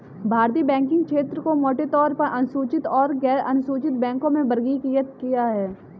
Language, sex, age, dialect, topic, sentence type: Hindi, female, 18-24, Kanauji Braj Bhasha, banking, statement